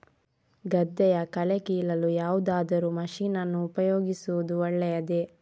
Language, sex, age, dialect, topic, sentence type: Kannada, female, 46-50, Coastal/Dakshin, agriculture, question